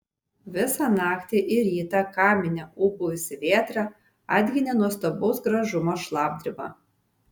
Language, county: Lithuanian, Vilnius